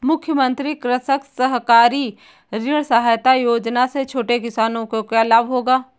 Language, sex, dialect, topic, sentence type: Hindi, female, Kanauji Braj Bhasha, agriculture, question